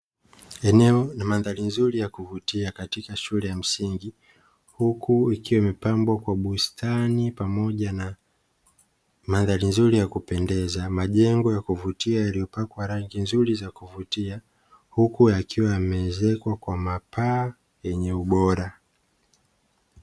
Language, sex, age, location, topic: Swahili, male, 25-35, Dar es Salaam, education